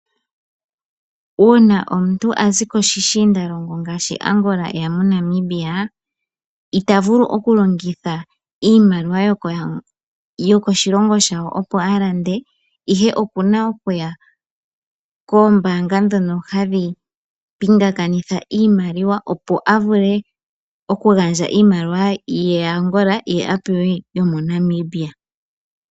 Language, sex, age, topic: Oshiwambo, female, 18-24, finance